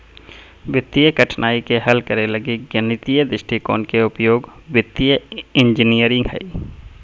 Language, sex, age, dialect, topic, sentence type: Magahi, male, 36-40, Southern, banking, statement